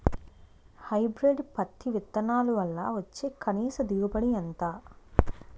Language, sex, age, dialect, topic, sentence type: Telugu, female, 25-30, Utterandhra, agriculture, question